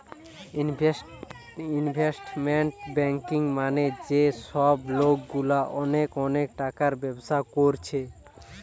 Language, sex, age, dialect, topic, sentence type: Bengali, male, 18-24, Western, banking, statement